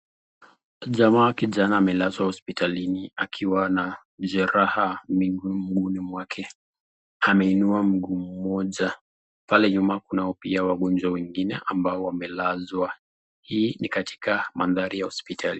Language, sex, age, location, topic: Swahili, male, 25-35, Nakuru, health